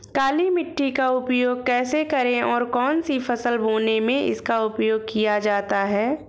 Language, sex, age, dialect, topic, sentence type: Hindi, female, 25-30, Awadhi Bundeli, agriculture, question